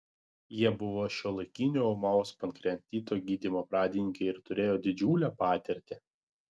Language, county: Lithuanian, Vilnius